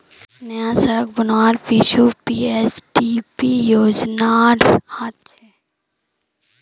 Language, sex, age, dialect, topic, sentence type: Magahi, female, 18-24, Northeastern/Surjapuri, banking, statement